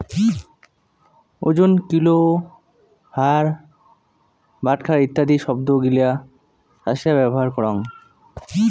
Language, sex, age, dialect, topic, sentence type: Bengali, male, 18-24, Rajbangshi, agriculture, statement